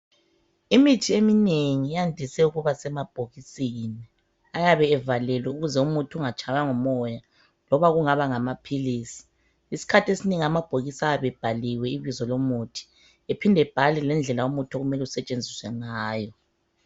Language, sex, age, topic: North Ndebele, male, 50+, health